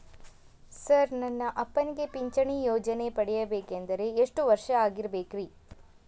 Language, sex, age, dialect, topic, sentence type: Kannada, female, 25-30, Dharwad Kannada, banking, question